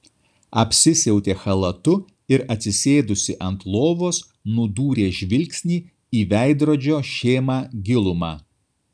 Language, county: Lithuanian, Kaunas